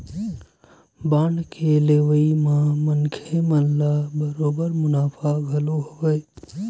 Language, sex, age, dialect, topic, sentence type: Chhattisgarhi, male, 18-24, Western/Budati/Khatahi, banking, statement